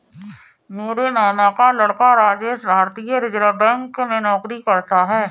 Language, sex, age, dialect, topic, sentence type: Hindi, female, 31-35, Awadhi Bundeli, banking, statement